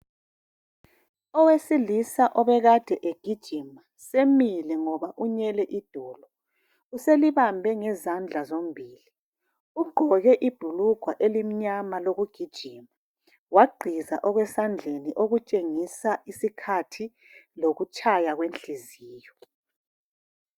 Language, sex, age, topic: North Ndebele, female, 36-49, health